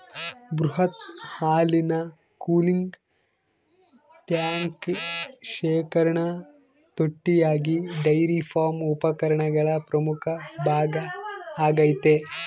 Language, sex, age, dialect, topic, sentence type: Kannada, male, 18-24, Central, agriculture, statement